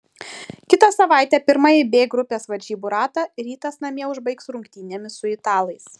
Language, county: Lithuanian, Šiauliai